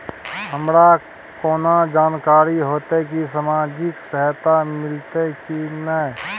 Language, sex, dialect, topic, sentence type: Maithili, male, Bajjika, banking, question